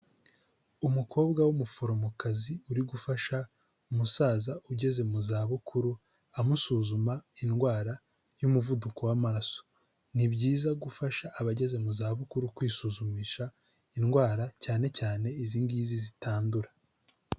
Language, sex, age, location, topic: Kinyarwanda, male, 18-24, Huye, health